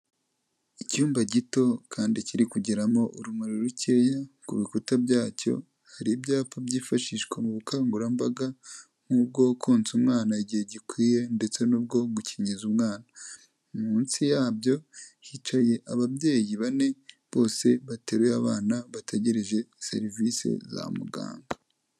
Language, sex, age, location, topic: Kinyarwanda, male, 25-35, Kigali, health